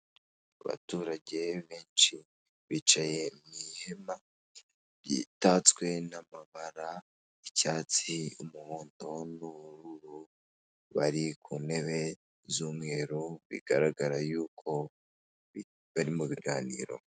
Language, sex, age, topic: Kinyarwanda, female, 18-24, government